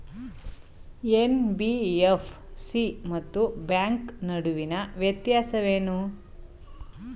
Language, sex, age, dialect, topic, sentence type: Kannada, female, 36-40, Mysore Kannada, banking, question